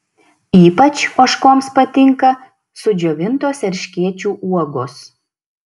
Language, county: Lithuanian, Šiauliai